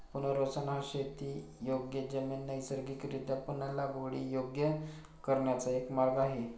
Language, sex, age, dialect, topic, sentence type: Marathi, male, 46-50, Standard Marathi, agriculture, statement